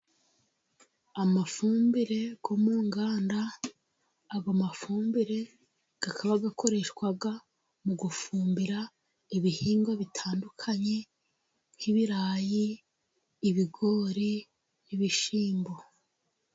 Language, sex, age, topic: Kinyarwanda, female, 25-35, agriculture